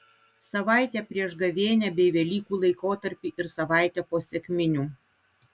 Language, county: Lithuanian, Utena